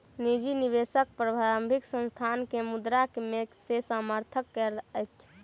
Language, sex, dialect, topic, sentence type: Maithili, female, Southern/Standard, banking, statement